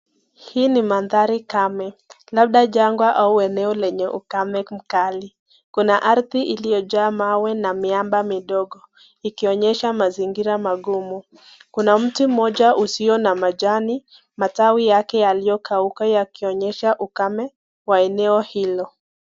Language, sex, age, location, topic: Swahili, female, 25-35, Nakuru, health